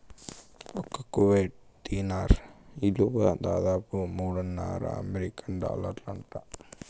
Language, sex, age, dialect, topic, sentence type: Telugu, male, 18-24, Southern, banking, statement